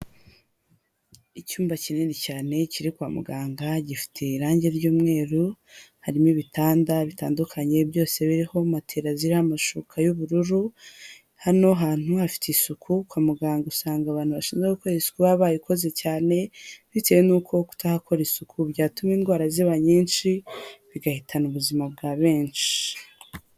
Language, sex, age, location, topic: Kinyarwanda, female, 25-35, Huye, health